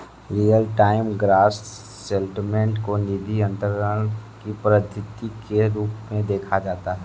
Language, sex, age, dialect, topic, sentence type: Hindi, male, 46-50, Kanauji Braj Bhasha, banking, statement